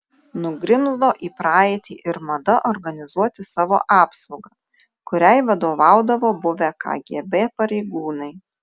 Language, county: Lithuanian, Tauragė